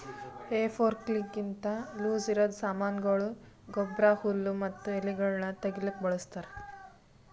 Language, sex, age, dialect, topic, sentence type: Kannada, female, 18-24, Northeastern, agriculture, statement